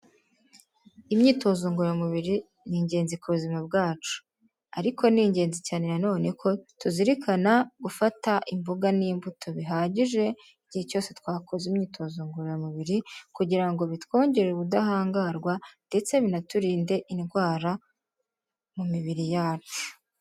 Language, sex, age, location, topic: Kinyarwanda, female, 18-24, Kigali, health